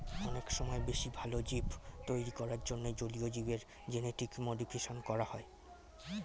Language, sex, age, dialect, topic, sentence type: Bengali, male, 18-24, Standard Colloquial, agriculture, statement